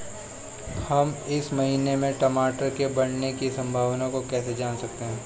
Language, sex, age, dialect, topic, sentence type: Hindi, male, 25-30, Awadhi Bundeli, agriculture, question